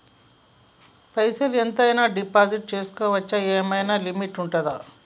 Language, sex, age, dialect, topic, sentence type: Telugu, male, 41-45, Telangana, banking, question